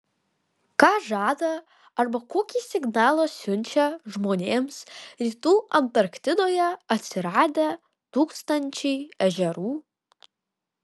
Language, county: Lithuanian, Kaunas